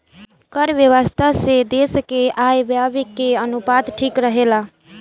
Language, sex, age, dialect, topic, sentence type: Bhojpuri, female, 18-24, Northern, banking, statement